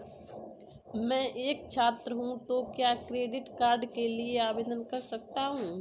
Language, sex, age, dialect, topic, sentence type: Hindi, female, 25-30, Kanauji Braj Bhasha, banking, question